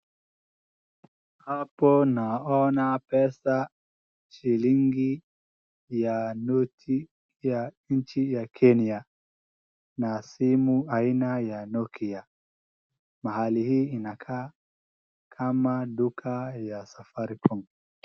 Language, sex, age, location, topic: Swahili, male, 18-24, Wajir, finance